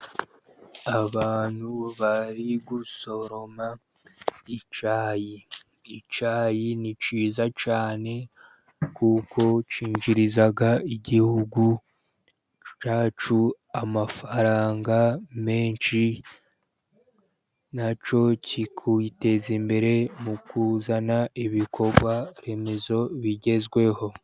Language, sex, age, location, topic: Kinyarwanda, male, 50+, Musanze, agriculture